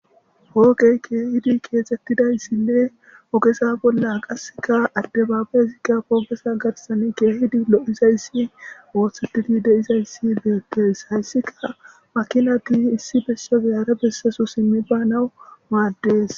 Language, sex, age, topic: Gamo, male, 18-24, government